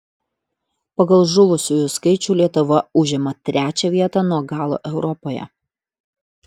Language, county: Lithuanian, Utena